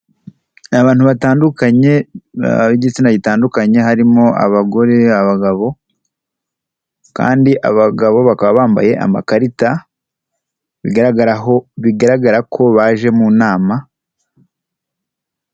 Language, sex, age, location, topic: Kinyarwanda, male, 18-24, Kigali, health